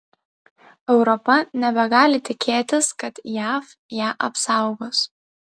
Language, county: Lithuanian, Vilnius